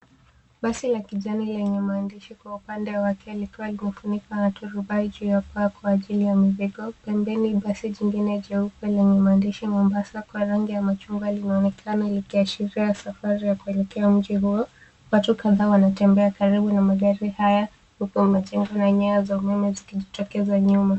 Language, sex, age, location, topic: Swahili, female, 18-24, Nairobi, government